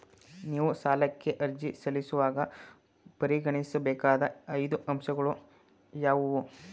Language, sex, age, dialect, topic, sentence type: Kannada, male, 18-24, Mysore Kannada, banking, question